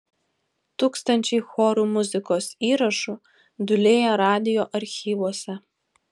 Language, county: Lithuanian, Panevėžys